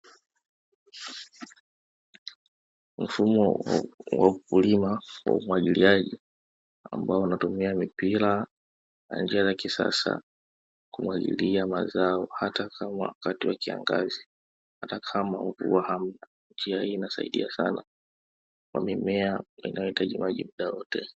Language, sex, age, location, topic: Swahili, male, 18-24, Dar es Salaam, agriculture